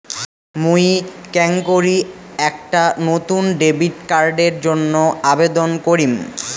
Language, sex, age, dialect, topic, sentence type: Bengali, male, 18-24, Rajbangshi, banking, statement